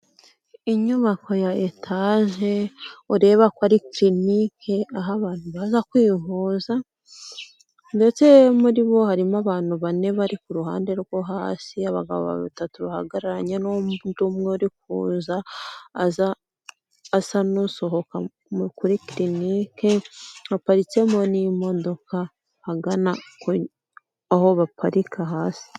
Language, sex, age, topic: Kinyarwanda, female, 18-24, health